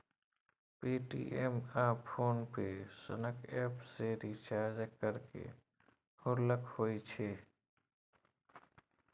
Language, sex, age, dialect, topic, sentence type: Maithili, male, 36-40, Bajjika, banking, statement